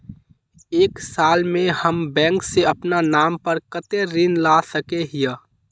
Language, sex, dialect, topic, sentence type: Magahi, male, Northeastern/Surjapuri, banking, question